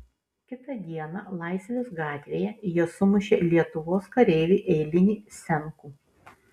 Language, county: Lithuanian, Vilnius